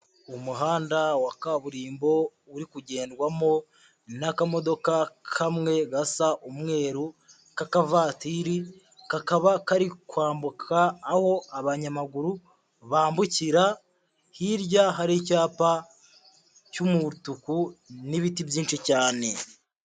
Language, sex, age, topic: Kinyarwanda, male, 18-24, government